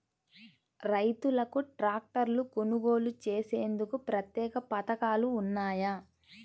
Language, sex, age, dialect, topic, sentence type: Telugu, female, 25-30, Central/Coastal, agriculture, statement